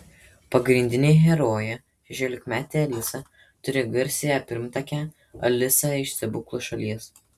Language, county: Lithuanian, Vilnius